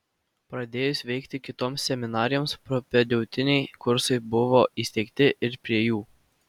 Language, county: Lithuanian, Vilnius